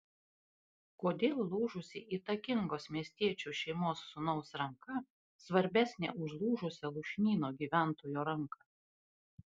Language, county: Lithuanian, Panevėžys